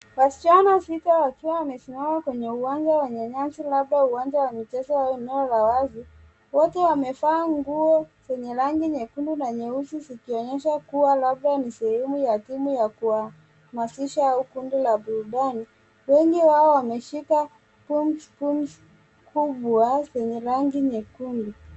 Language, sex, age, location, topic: Swahili, male, 18-24, Nairobi, education